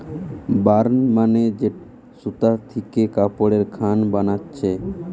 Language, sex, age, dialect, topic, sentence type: Bengali, male, 18-24, Western, agriculture, statement